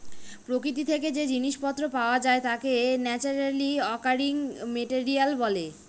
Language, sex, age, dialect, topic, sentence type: Bengali, female, 25-30, Northern/Varendri, agriculture, statement